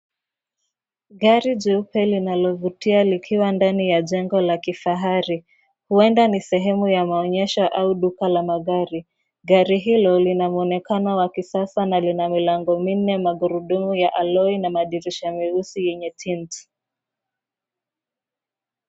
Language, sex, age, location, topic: Swahili, female, 25-35, Nairobi, finance